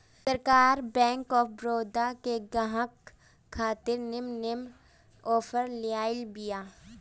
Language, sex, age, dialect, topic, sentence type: Bhojpuri, female, 18-24, Northern, banking, statement